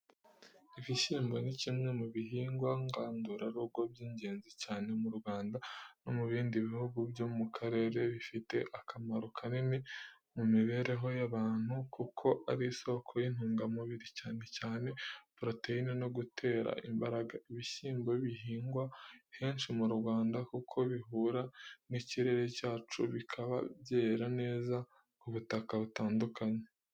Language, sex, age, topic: Kinyarwanda, male, 18-24, education